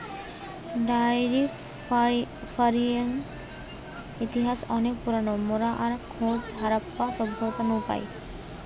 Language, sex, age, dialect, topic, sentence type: Bengali, female, 18-24, Western, agriculture, statement